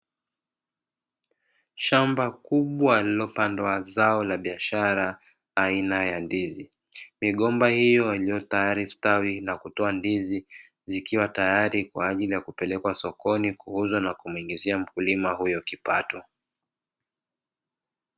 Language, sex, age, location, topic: Swahili, male, 25-35, Dar es Salaam, agriculture